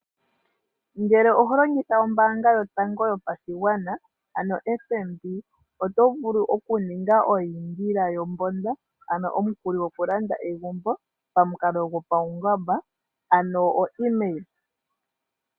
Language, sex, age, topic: Oshiwambo, female, 18-24, finance